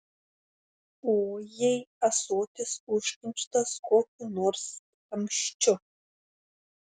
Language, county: Lithuanian, Šiauliai